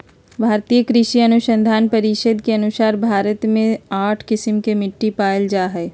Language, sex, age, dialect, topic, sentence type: Magahi, female, 56-60, Southern, agriculture, statement